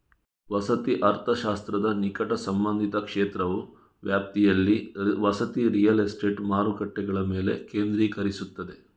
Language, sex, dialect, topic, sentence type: Kannada, male, Coastal/Dakshin, banking, statement